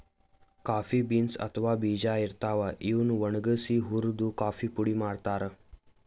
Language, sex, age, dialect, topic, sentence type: Kannada, male, 18-24, Northeastern, agriculture, statement